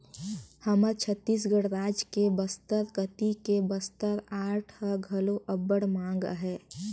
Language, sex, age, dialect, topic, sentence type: Chhattisgarhi, female, 18-24, Northern/Bhandar, banking, statement